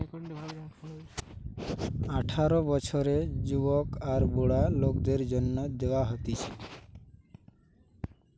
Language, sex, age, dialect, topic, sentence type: Bengali, male, 18-24, Western, banking, statement